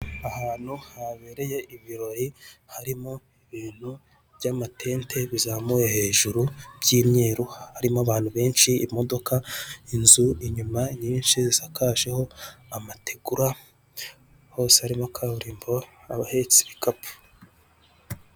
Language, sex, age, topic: Kinyarwanda, male, 25-35, government